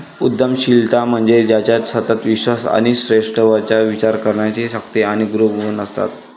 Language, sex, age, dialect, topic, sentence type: Marathi, male, 18-24, Varhadi, banking, statement